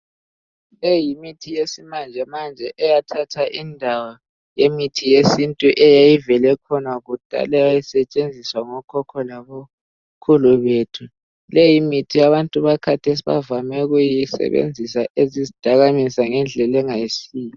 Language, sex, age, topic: North Ndebele, male, 18-24, health